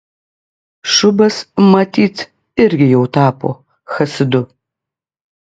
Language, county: Lithuanian, Klaipėda